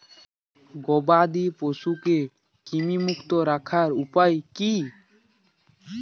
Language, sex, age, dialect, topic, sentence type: Bengali, male, 18-24, Jharkhandi, agriculture, question